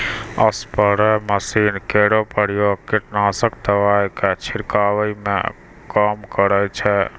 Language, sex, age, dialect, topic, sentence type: Maithili, male, 60-100, Angika, agriculture, statement